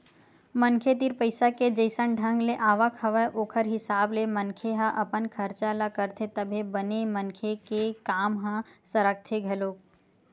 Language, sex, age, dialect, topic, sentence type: Chhattisgarhi, female, 18-24, Western/Budati/Khatahi, banking, statement